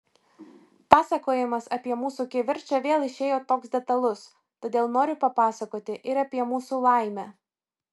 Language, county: Lithuanian, Vilnius